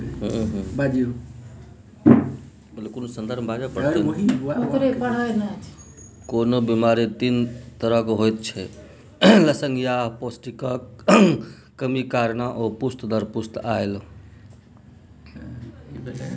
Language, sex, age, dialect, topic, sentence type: Maithili, male, 41-45, Bajjika, agriculture, statement